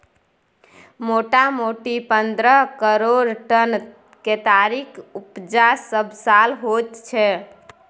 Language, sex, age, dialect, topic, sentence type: Maithili, female, 18-24, Bajjika, agriculture, statement